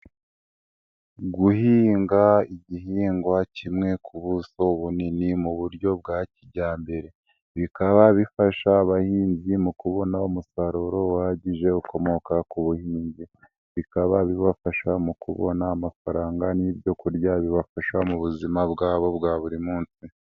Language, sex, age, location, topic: Kinyarwanda, male, 18-24, Nyagatare, agriculture